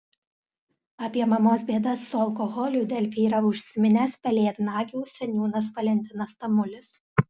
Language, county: Lithuanian, Alytus